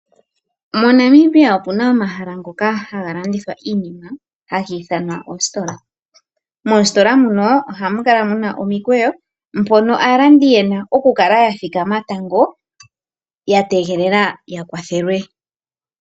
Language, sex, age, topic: Oshiwambo, female, 25-35, finance